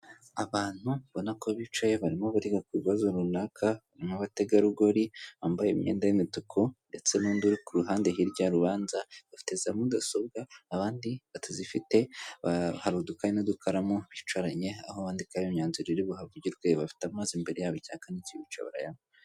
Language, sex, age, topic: Kinyarwanda, female, 18-24, government